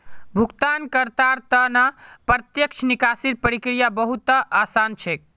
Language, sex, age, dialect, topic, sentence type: Magahi, male, 18-24, Northeastern/Surjapuri, banking, statement